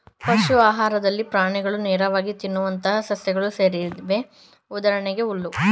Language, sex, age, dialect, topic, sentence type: Kannada, male, 25-30, Mysore Kannada, agriculture, statement